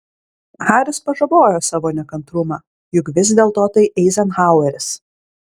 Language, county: Lithuanian, Klaipėda